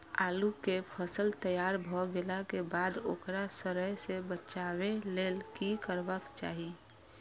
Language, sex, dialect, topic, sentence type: Maithili, female, Eastern / Thethi, agriculture, question